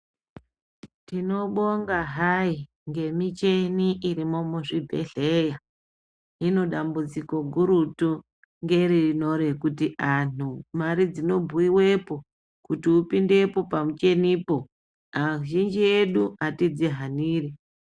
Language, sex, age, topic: Ndau, female, 36-49, health